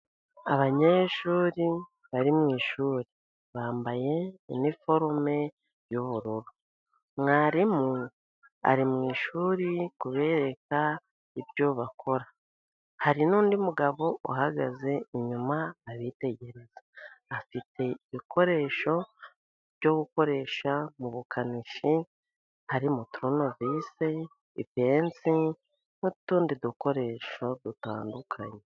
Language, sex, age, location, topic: Kinyarwanda, female, 50+, Musanze, education